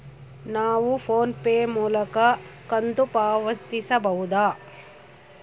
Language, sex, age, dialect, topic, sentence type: Kannada, female, 36-40, Central, banking, question